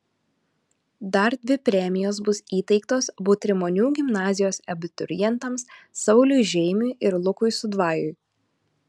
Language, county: Lithuanian, Alytus